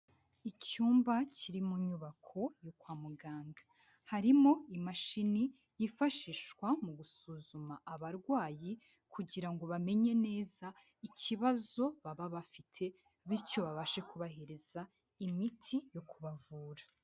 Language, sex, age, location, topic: Kinyarwanda, female, 18-24, Huye, health